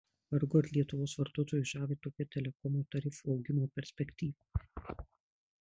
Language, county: Lithuanian, Marijampolė